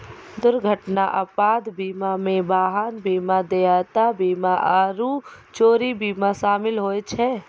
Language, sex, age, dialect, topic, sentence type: Maithili, female, 51-55, Angika, banking, statement